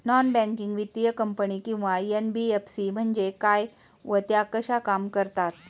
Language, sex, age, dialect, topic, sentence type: Marathi, female, 41-45, Standard Marathi, banking, question